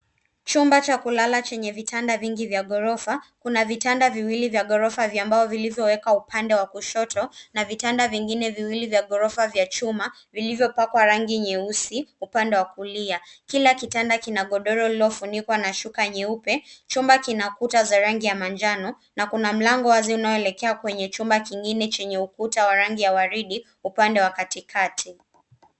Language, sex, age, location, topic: Swahili, female, 18-24, Nairobi, education